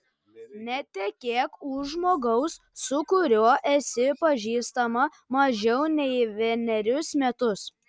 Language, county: Lithuanian, Kaunas